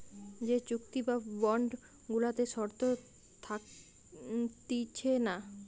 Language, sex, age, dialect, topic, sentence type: Bengali, female, 31-35, Western, banking, statement